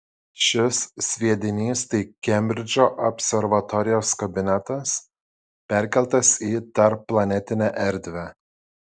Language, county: Lithuanian, Šiauliai